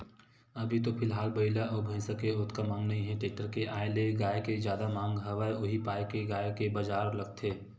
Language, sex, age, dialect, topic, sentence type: Chhattisgarhi, male, 18-24, Western/Budati/Khatahi, agriculture, statement